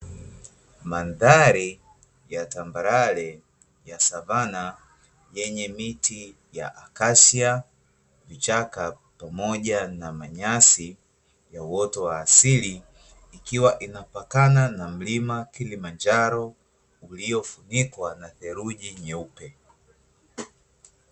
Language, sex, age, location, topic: Swahili, male, 25-35, Dar es Salaam, agriculture